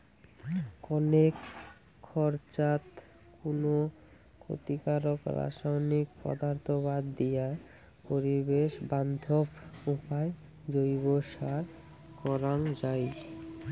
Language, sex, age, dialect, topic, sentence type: Bengali, male, 18-24, Rajbangshi, agriculture, statement